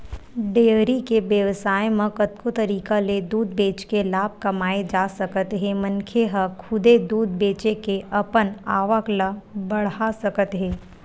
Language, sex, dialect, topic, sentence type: Chhattisgarhi, female, Western/Budati/Khatahi, agriculture, statement